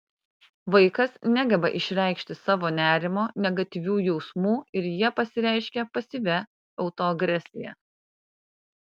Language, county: Lithuanian, Panevėžys